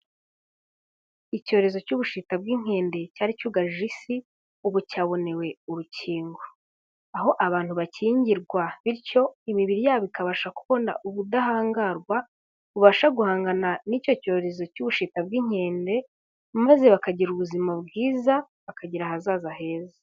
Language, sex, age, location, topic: Kinyarwanda, female, 18-24, Kigali, health